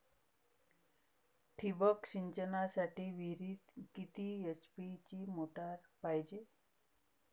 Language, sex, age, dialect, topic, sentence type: Marathi, female, 31-35, Varhadi, agriculture, question